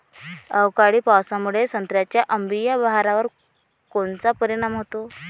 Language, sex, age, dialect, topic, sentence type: Marathi, female, 25-30, Varhadi, agriculture, question